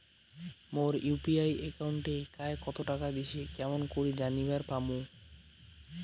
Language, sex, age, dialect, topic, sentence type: Bengali, male, <18, Rajbangshi, banking, question